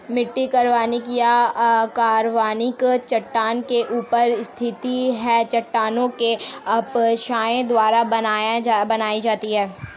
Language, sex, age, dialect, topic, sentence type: Hindi, female, 18-24, Marwari Dhudhari, agriculture, statement